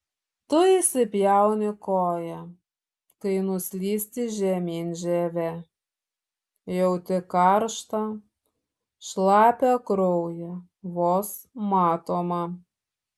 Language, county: Lithuanian, Šiauliai